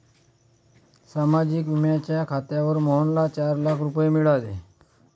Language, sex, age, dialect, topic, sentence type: Marathi, male, 25-30, Standard Marathi, banking, statement